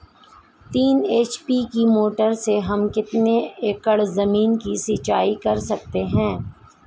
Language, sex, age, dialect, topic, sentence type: Hindi, female, 18-24, Marwari Dhudhari, agriculture, question